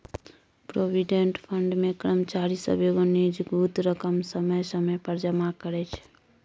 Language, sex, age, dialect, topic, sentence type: Maithili, female, 18-24, Bajjika, banking, statement